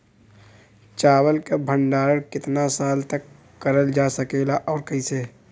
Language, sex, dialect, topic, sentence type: Bhojpuri, male, Western, agriculture, question